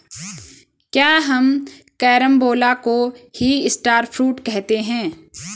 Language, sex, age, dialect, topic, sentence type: Hindi, female, 25-30, Garhwali, agriculture, statement